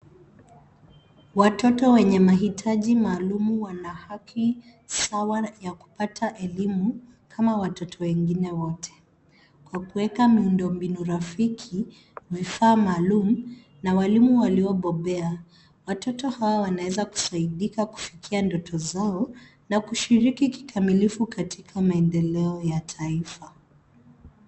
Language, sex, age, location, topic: Swahili, female, 36-49, Nairobi, education